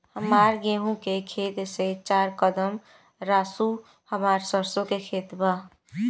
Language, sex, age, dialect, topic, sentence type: Bhojpuri, female, 18-24, Southern / Standard, agriculture, question